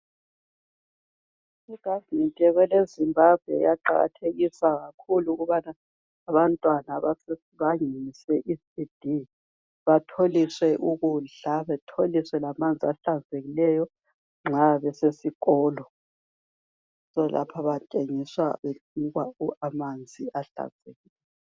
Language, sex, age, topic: North Ndebele, female, 50+, education